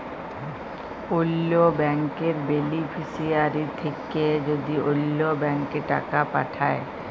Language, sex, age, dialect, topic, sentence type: Bengali, female, 31-35, Jharkhandi, banking, statement